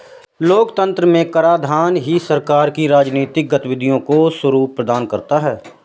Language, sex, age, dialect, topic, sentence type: Hindi, male, 18-24, Awadhi Bundeli, banking, statement